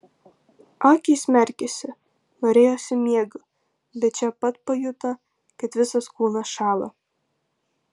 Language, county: Lithuanian, Kaunas